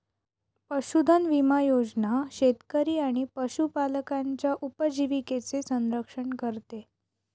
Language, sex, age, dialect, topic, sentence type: Marathi, female, 31-35, Northern Konkan, agriculture, statement